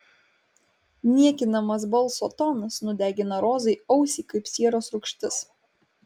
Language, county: Lithuanian, Kaunas